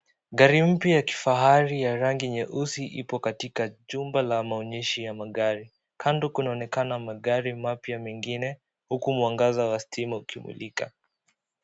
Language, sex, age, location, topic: Swahili, male, 18-24, Kisii, finance